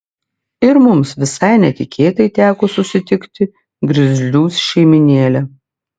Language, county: Lithuanian, Klaipėda